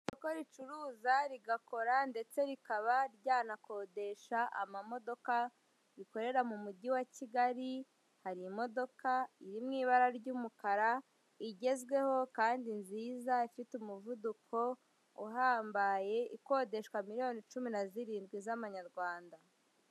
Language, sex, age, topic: Kinyarwanda, female, 18-24, finance